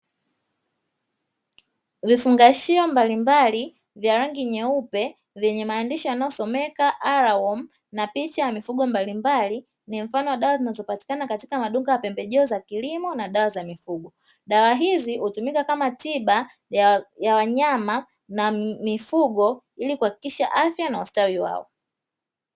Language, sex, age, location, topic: Swahili, female, 25-35, Dar es Salaam, agriculture